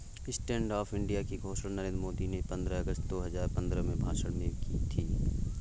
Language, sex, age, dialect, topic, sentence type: Hindi, male, 18-24, Awadhi Bundeli, banking, statement